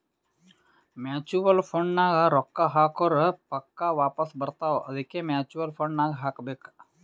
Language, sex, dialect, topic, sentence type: Kannada, male, Northeastern, banking, statement